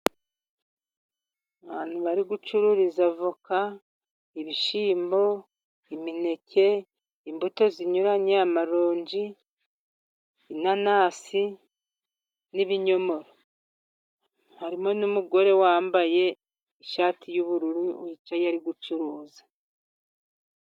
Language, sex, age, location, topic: Kinyarwanda, female, 50+, Musanze, finance